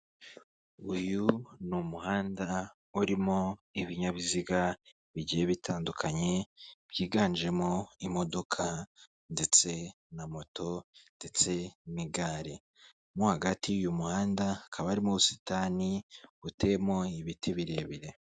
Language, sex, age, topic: Kinyarwanda, male, 25-35, government